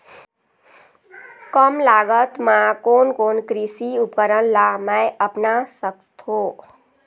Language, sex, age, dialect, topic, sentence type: Chhattisgarhi, female, 51-55, Eastern, agriculture, question